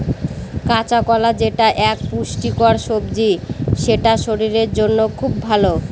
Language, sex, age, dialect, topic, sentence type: Bengali, female, 31-35, Northern/Varendri, agriculture, statement